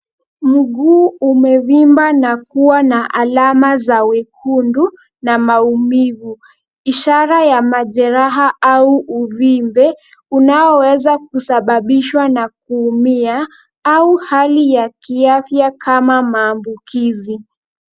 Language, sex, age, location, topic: Swahili, female, 18-24, Nairobi, health